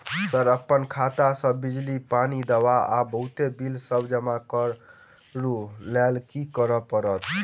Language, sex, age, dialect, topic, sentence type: Maithili, male, 18-24, Southern/Standard, banking, question